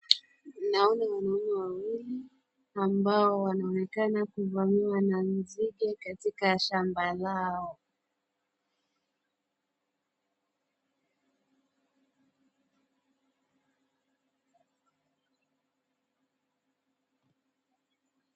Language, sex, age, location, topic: Swahili, female, 25-35, Wajir, health